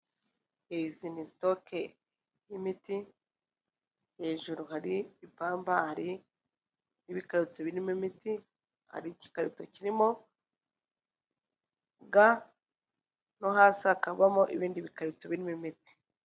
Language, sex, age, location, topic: Kinyarwanda, female, 25-35, Nyagatare, agriculture